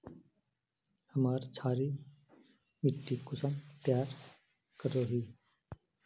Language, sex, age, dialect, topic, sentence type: Magahi, male, 31-35, Northeastern/Surjapuri, agriculture, question